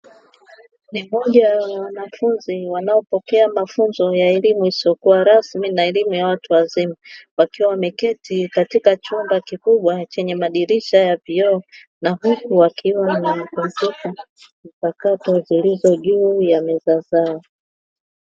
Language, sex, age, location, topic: Swahili, female, 25-35, Dar es Salaam, education